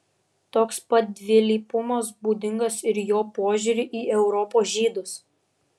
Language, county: Lithuanian, Vilnius